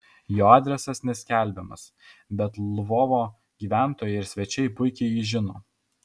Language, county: Lithuanian, Alytus